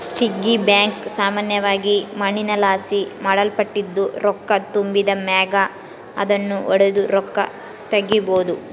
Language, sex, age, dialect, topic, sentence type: Kannada, female, 18-24, Central, banking, statement